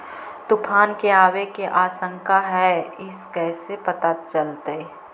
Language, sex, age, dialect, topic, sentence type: Magahi, female, 25-30, Central/Standard, agriculture, question